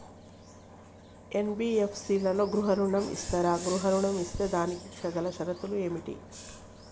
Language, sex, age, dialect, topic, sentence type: Telugu, female, 46-50, Telangana, banking, question